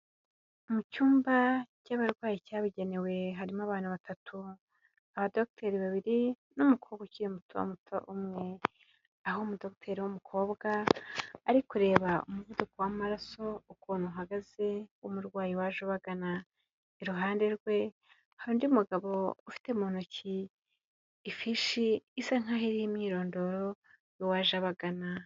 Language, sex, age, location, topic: Kinyarwanda, female, 25-35, Kigali, health